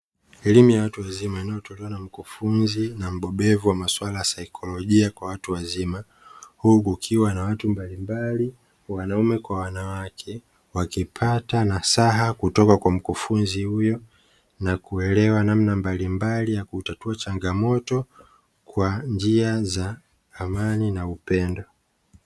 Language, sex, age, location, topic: Swahili, male, 25-35, Dar es Salaam, education